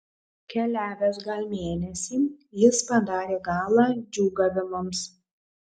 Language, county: Lithuanian, Marijampolė